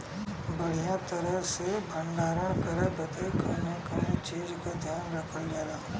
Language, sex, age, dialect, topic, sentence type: Bhojpuri, male, 31-35, Western, agriculture, question